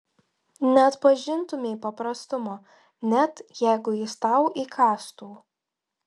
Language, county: Lithuanian, Telšiai